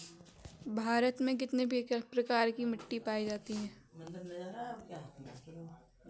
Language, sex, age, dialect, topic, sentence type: Hindi, male, 18-24, Kanauji Braj Bhasha, agriculture, question